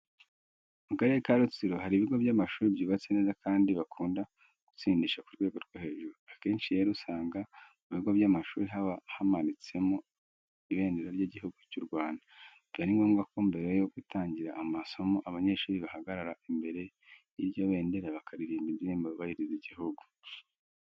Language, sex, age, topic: Kinyarwanda, male, 25-35, education